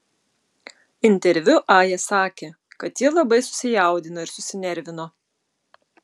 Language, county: Lithuanian, Utena